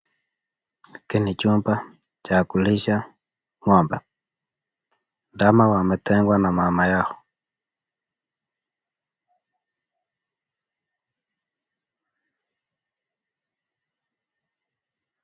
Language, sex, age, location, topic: Swahili, male, 25-35, Nakuru, agriculture